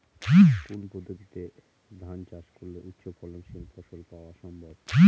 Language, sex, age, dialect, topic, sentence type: Bengali, male, 31-35, Northern/Varendri, agriculture, question